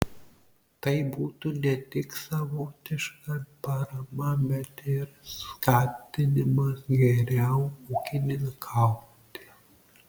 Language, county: Lithuanian, Marijampolė